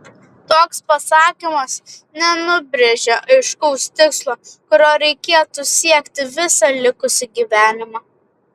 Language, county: Lithuanian, Vilnius